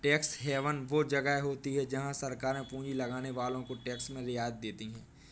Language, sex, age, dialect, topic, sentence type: Hindi, male, 18-24, Awadhi Bundeli, banking, statement